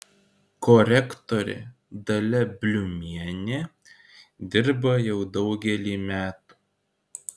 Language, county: Lithuanian, Kaunas